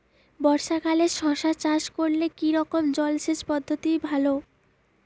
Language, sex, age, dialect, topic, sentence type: Bengali, female, 18-24, Western, agriculture, question